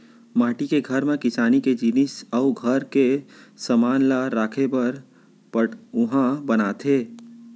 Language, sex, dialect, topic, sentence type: Chhattisgarhi, male, Central, agriculture, statement